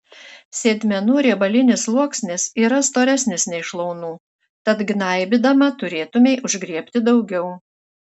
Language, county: Lithuanian, Šiauliai